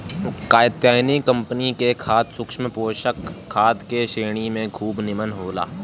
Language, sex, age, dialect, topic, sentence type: Bhojpuri, male, <18, Northern, agriculture, statement